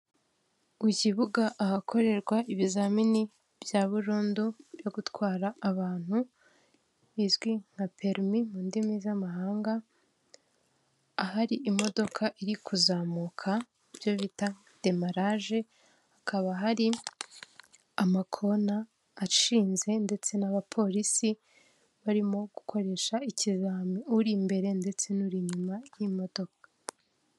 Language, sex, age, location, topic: Kinyarwanda, female, 18-24, Kigali, government